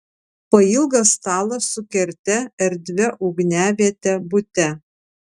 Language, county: Lithuanian, Vilnius